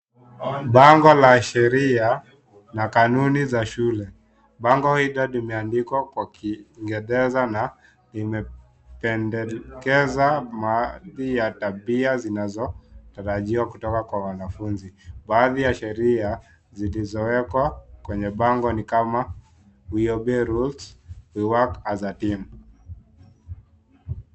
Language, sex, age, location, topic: Swahili, male, 18-24, Kisii, education